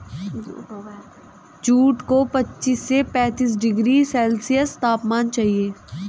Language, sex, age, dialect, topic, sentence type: Hindi, female, 18-24, Hindustani Malvi Khadi Boli, agriculture, statement